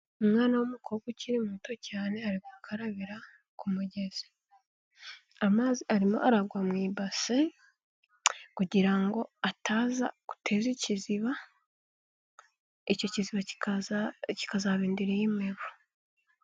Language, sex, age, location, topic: Kinyarwanda, female, 18-24, Kigali, health